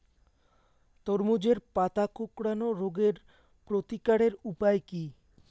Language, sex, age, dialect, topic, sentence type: Bengali, male, <18, Rajbangshi, agriculture, question